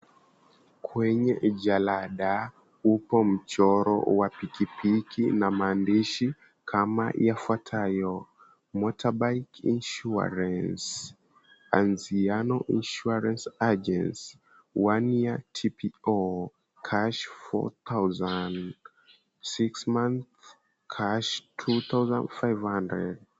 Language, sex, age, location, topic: Swahili, female, 25-35, Mombasa, finance